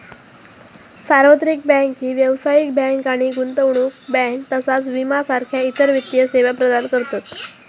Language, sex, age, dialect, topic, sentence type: Marathi, female, 18-24, Southern Konkan, banking, statement